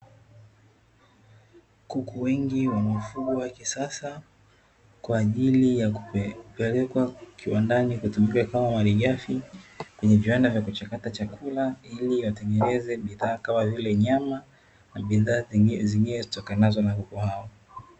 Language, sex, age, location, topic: Swahili, male, 18-24, Dar es Salaam, agriculture